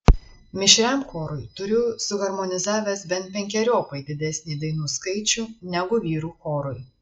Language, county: Lithuanian, Marijampolė